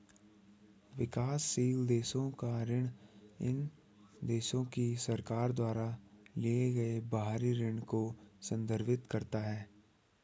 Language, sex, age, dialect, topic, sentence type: Hindi, female, 18-24, Hindustani Malvi Khadi Boli, banking, statement